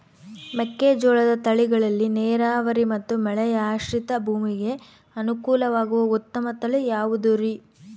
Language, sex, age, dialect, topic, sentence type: Kannada, female, 25-30, Central, agriculture, question